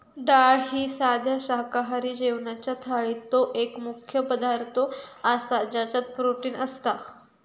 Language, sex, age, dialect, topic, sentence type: Marathi, female, 41-45, Southern Konkan, agriculture, statement